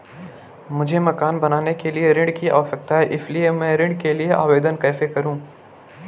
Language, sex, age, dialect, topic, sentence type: Hindi, male, 18-24, Marwari Dhudhari, banking, question